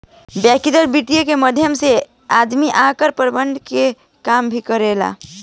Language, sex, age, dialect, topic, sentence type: Bhojpuri, female, <18, Southern / Standard, banking, statement